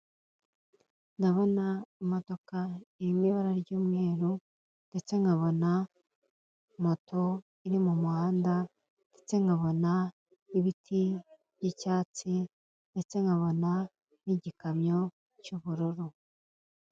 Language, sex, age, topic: Kinyarwanda, female, 25-35, government